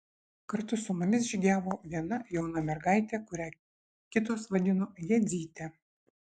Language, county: Lithuanian, Šiauliai